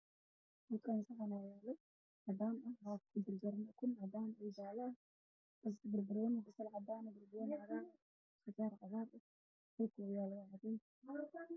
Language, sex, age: Somali, female, 25-35